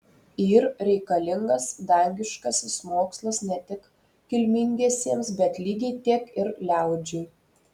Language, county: Lithuanian, Telšiai